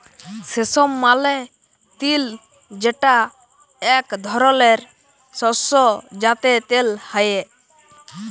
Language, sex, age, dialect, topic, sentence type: Bengali, male, 18-24, Jharkhandi, agriculture, statement